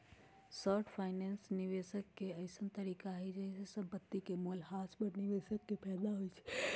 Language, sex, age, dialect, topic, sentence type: Magahi, male, 41-45, Western, banking, statement